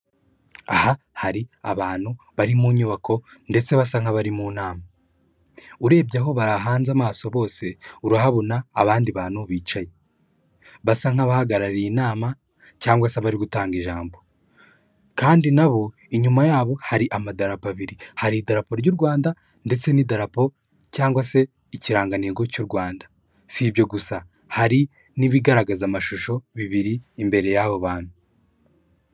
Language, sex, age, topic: Kinyarwanda, male, 25-35, government